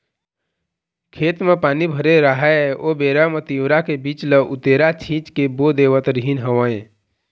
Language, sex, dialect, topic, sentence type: Chhattisgarhi, male, Eastern, agriculture, statement